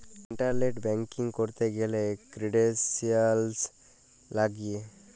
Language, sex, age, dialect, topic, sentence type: Bengali, male, 18-24, Jharkhandi, banking, statement